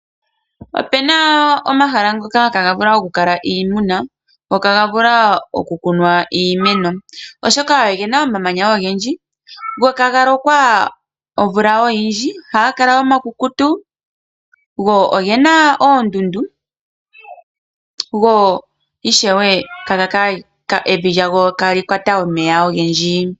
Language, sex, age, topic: Oshiwambo, female, 25-35, agriculture